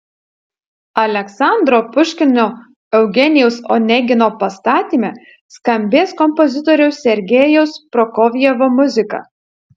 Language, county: Lithuanian, Utena